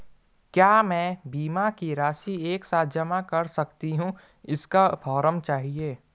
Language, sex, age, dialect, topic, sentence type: Hindi, male, 18-24, Garhwali, banking, question